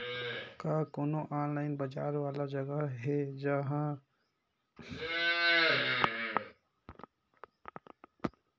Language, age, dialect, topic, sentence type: Chhattisgarhi, 18-24, Northern/Bhandar, agriculture, statement